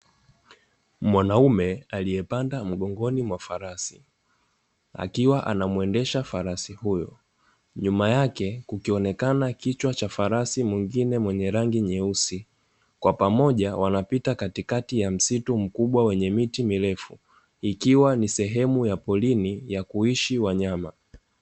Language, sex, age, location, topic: Swahili, male, 18-24, Dar es Salaam, agriculture